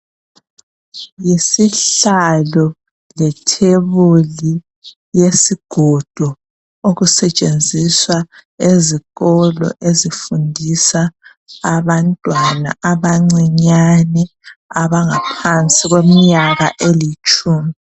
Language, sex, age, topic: North Ndebele, female, 25-35, health